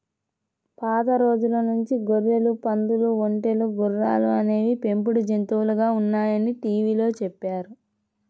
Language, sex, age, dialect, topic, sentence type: Telugu, female, 18-24, Central/Coastal, agriculture, statement